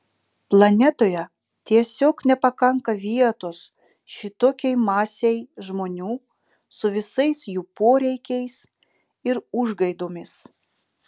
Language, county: Lithuanian, Utena